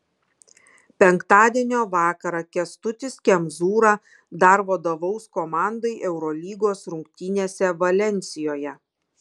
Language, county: Lithuanian, Kaunas